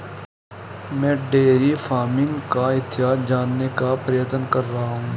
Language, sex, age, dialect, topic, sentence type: Hindi, male, 18-24, Hindustani Malvi Khadi Boli, agriculture, statement